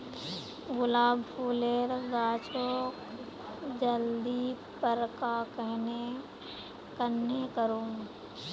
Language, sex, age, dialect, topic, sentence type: Magahi, female, 25-30, Northeastern/Surjapuri, agriculture, question